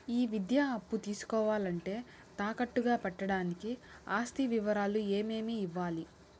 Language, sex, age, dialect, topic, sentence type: Telugu, female, 18-24, Southern, banking, question